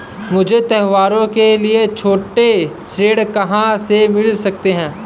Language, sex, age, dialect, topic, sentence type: Hindi, male, 51-55, Awadhi Bundeli, banking, statement